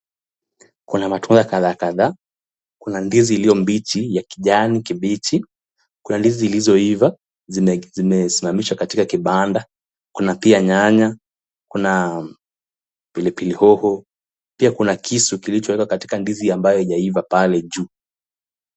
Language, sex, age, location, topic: Swahili, male, 18-24, Kisumu, finance